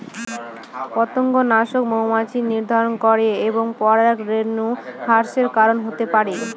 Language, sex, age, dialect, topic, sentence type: Bengali, female, 25-30, Northern/Varendri, agriculture, statement